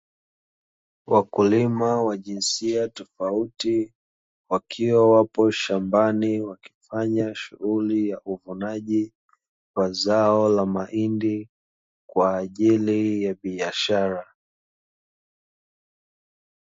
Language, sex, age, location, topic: Swahili, male, 25-35, Dar es Salaam, agriculture